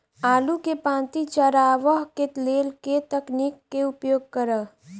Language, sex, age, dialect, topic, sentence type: Maithili, female, 18-24, Southern/Standard, agriculture, question